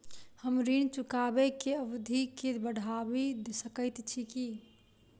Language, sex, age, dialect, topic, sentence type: Maithili, female, 25-30, Southern/Standard, banking, question